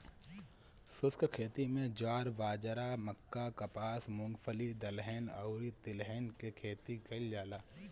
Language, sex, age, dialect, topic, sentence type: Bhojpuri, male, 25-30, Northern, agriculture, statement